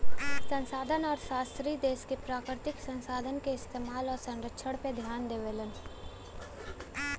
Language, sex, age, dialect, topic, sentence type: Bhojpuri, female, 18-24, Western, banking, statement